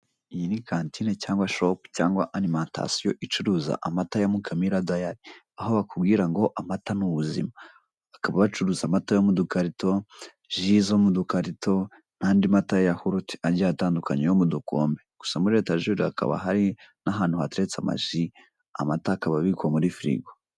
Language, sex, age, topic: Kinyarwanda, male, 18-24, finance